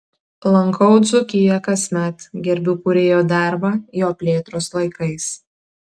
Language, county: Lithuanian, Kaunas